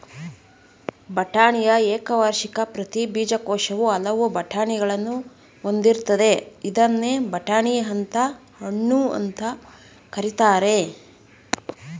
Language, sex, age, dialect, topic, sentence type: Kannada, female, 41-45, Mysore Kannada, agriculture, statement